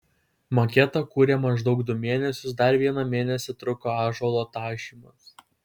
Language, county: Lithuanian, Kaunas